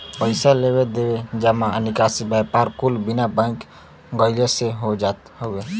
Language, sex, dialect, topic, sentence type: Bhojpuri, male, Western, banking, statement